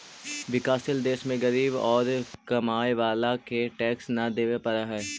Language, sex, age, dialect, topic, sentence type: Magahi, male, 18-24, Central/Standard, banking, statement